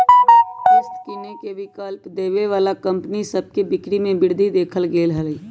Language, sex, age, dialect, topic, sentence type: Magahi, female, 25-30, Western, banking, statement